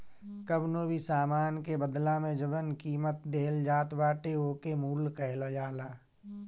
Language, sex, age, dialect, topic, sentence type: Bhojpuri, male, 36-40, Northern, banking, statement